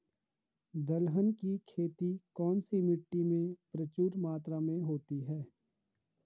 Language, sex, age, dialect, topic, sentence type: Hindi, male, 51-55, Garhwali, agriculture, question